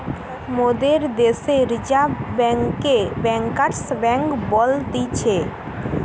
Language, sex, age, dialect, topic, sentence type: Bengali, female, 18-24, Western, banking, statement